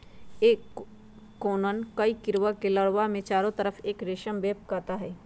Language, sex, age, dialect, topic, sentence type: Magahi, female, 51-55, Western, agriculture, statement